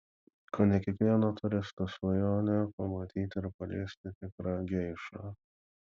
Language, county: Lithuanian, Vilnius